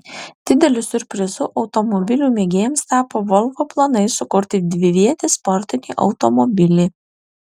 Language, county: Lithuanian, Alytus